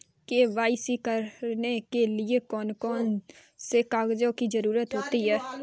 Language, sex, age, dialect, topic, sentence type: Hindi, female, 18-24, Kanauji Braj Bhasha, banking, question